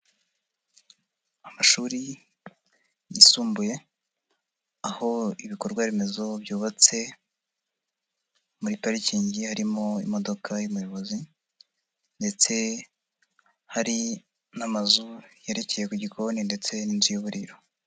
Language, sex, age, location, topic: Kinyarwanda, female, 50+, Nyagatare, education